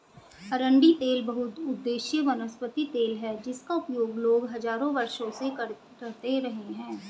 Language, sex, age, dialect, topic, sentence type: Hindi, female, 25-30, Hindustani Malvi Khadi Boli, agriculture, statement